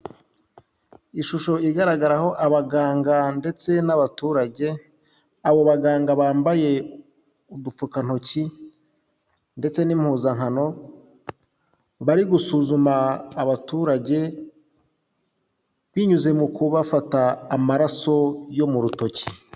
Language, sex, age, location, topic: Kinyarwanda, male, 25-35, Huye, health